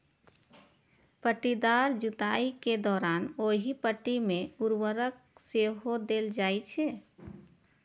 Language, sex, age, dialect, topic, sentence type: Maithili, female, 31-35, Eastern / Thethi, agriculture, statement